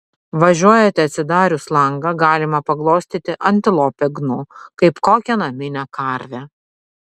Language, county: Lithuanian, Vilnius